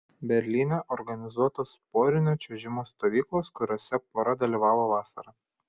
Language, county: Lithuanian, Šiauliai